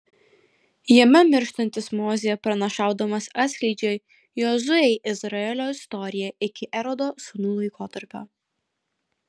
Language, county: Lithuanian, Alytus